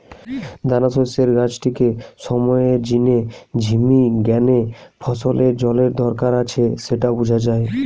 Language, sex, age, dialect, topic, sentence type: Bengali, male, 18-24, Western, agriculture, statement